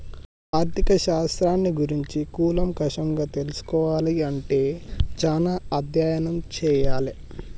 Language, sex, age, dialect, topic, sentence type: Telugu, male, 18-24, Telangana, banking, statement